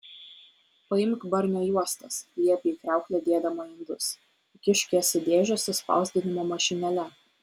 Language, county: Lithuanian, Vilnius